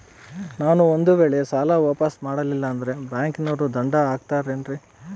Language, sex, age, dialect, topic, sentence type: Kannada, male, 25-30, Central, banking, question